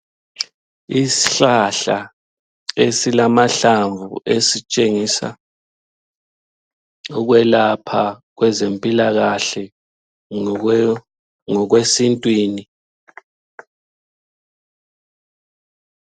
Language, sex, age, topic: North Ndebele, male, 36-49, health